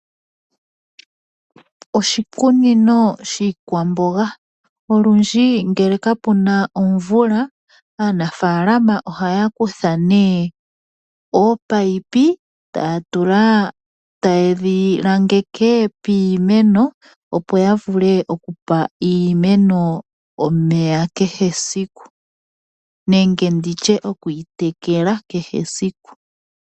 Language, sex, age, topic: Oshiwambo, female, 25-35, agriculture